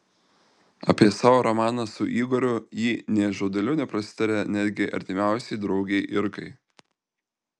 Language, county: Lithuanian, Telšiai